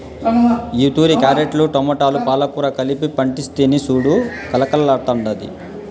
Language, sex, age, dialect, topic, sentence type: Telugu, female, 31-35, Southern, agriculture, statement